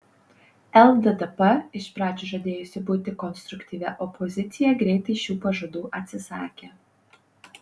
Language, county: Lithuanian, Panevėžys